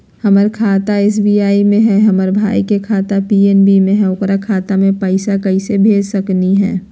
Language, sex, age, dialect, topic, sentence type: Magahi, female, 46-50, Southern, banking, question